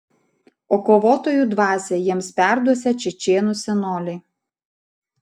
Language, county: Lithuanian, Vilnius